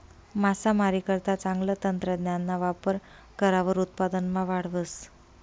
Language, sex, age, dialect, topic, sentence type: Marathi, female, 25-30, Northern Konkan, agriculture, statement